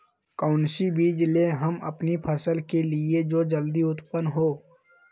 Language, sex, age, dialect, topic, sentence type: Magahi, male, 18-24, Western, agriculture, question